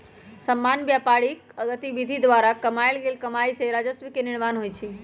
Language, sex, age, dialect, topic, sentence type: Magahi, female, 18-24, Western, banking, statement